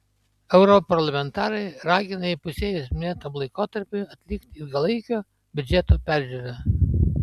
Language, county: Lithuanian, Panevėžys